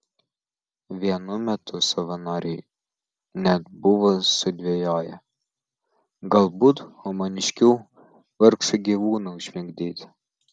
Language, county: Lithuanian, Vilnius